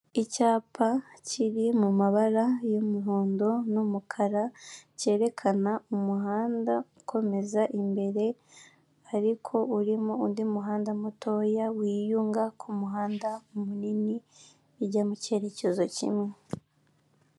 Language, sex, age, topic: Kinyarwanda, female, 18-24, government